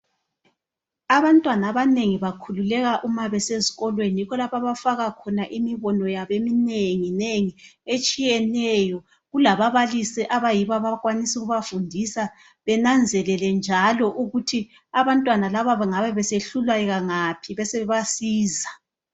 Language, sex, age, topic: North Ndebele, female, 36-49, health